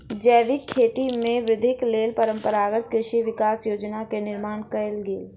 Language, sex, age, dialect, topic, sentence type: Maithili, female, 56-60, Southern/Standard, agriculture, statement